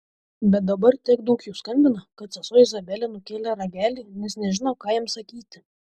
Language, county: Lithuanian, Šiauliai